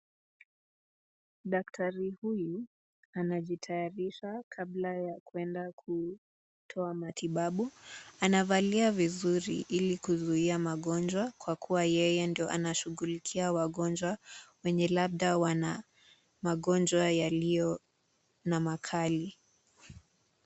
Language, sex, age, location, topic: Swahili, female, 18-24, Nakuru, health